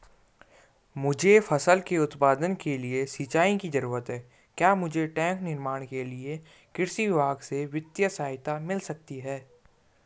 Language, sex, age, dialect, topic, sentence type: Hindi, male, 18-24, Garhwali, agriculture, question